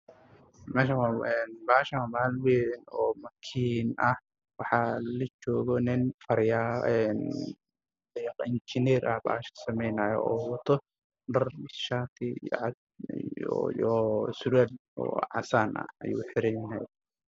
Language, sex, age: Somali, male, 18-24